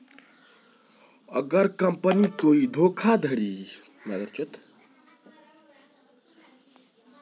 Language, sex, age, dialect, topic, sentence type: Hindi, male, 18-24, Marwari Dhudhari, banking, question